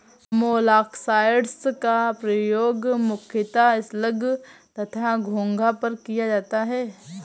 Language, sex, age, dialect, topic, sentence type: Hindi, female, 60-100, Awadhi Bundeli, agriculture, statement